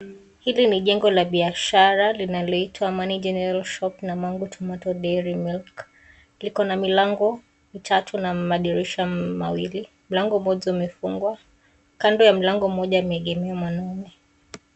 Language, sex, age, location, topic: Swahili, female, 18-24, Kisii, finance